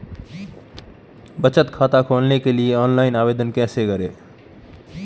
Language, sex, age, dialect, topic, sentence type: Hindi, male, 18-24, Marwari Dhudhari, banking, question